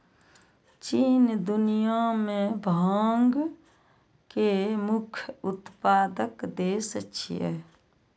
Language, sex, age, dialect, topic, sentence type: Maithili, female, 51-55, Eastern / Thethi, agriculture, statement